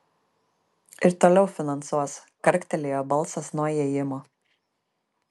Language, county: Lithuanian, Kaunas